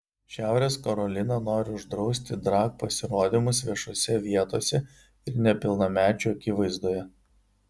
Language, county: Lithuanian, Vilnius